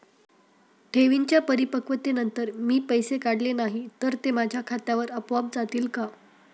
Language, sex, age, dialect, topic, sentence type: Marathi, female, 18-24, Standard Marathi, banking, question